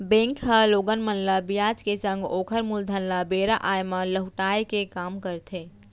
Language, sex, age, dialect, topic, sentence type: Chhattisgarhi, female, 31-35, Central, banking, statement